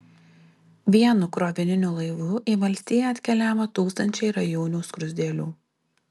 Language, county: Lithuanian, Alytus